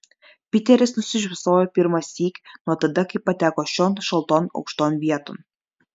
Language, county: Lithuanian, Klaipėda